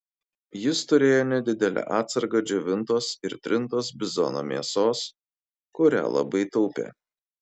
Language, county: Lithuanian, Kaunas